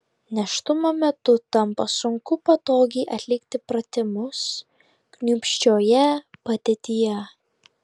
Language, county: Lithuanian, Klaipėda